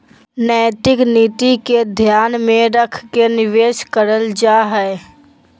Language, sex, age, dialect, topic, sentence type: Magahi, female, 18-24, Southern, banking, statement